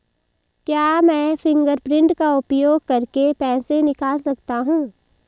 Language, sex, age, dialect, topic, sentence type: Hindi, female, 18-24, Marwari Dhudhari, banking, question